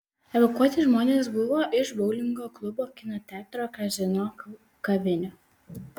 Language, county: Lithuanian, Vilnius